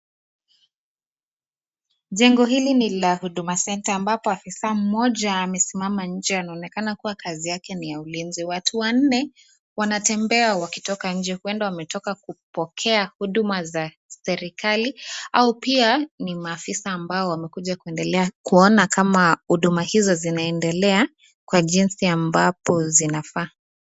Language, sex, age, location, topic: Swahili, female, 18-24, Nakuru, government